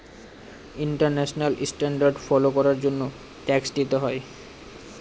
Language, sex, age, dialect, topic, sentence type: Bengali, male, 18-24, Northern/Varendri, banking, statement